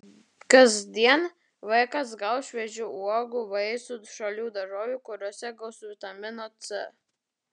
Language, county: Lithuanian, Vilnius